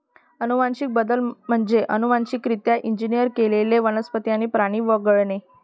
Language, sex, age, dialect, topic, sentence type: Marathi, female, 25-30, Varhadi, agriculture, statement